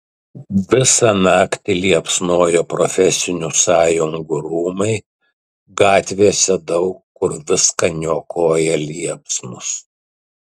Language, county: Lithuanian, Tauragė